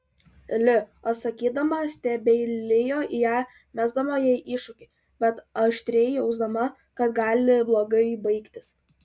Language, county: Lithuanian, Klaipėda